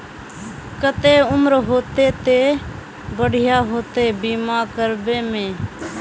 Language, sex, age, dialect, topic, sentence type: Magahi, male, 25-30, Northeastern/Surjapuri, banking, question